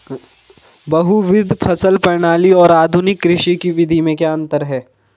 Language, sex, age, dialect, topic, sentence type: Hindi, male, 18-24, Hindustani Malvi Khadi Boli, agriculture, question